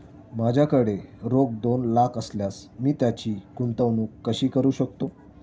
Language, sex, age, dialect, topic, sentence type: Marathi, male, 18-24, Standard Marathi, banking, question